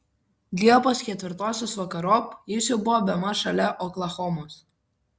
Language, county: Lithuanian, Kaunas